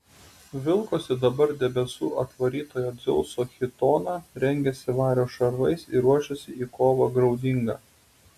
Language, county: Lithuanian, Utena